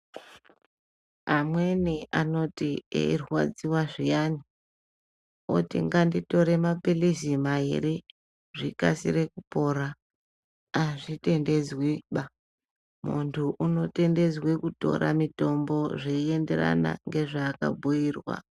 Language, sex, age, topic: Ndau, male, 25-35, health